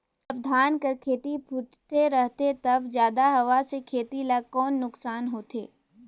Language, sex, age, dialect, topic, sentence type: Chhattisgarhi, female, 18-24, Northern/Bhandar, agriculture, question